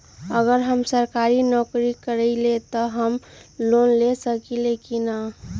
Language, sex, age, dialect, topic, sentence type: Magahi, female, 18-24, Western, banking, question